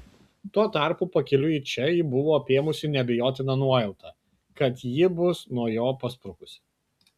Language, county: Lithuanian, Kaunas